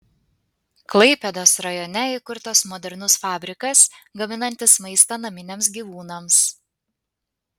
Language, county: Lithuanian, Panevėžys